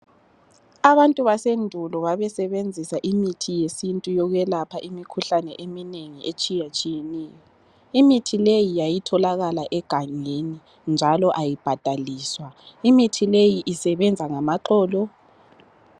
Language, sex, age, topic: North Ndebele, female, 25-35, health